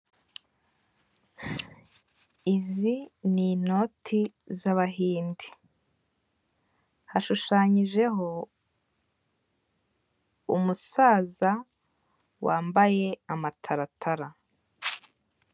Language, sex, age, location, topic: Kinyarwanda, female, 18-24, Kigali, finance